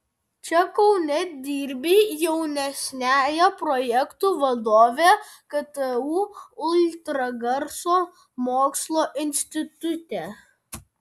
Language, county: Lithuanian, Vilnius